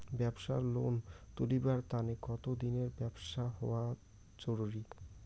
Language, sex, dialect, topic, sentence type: Bengali, male, Rajbangshi, banking, question